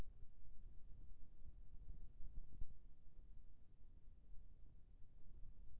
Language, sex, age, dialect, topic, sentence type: Chhattisgarhi, male, 56-60, Eastern, banking, question